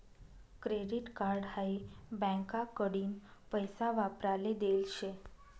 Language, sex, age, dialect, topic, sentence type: Marathi, female, 25-30, Northern Konkan, banking, statement